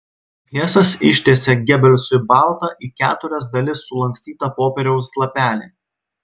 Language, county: Lithuanian, Klaipėda